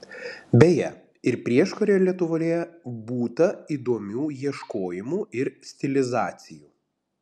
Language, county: Lithuanian, Panevėžys